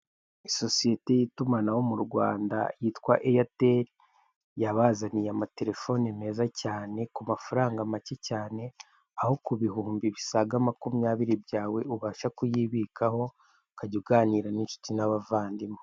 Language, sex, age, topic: Kinyarwanda, male, 18-24, finance